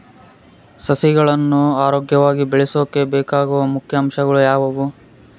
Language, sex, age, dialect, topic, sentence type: Kannada, male, 41-45, Central, agriculture, question